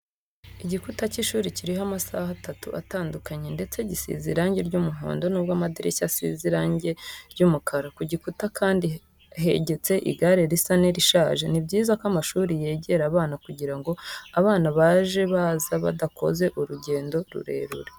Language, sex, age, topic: Kinyarwanda, female, 25-35, education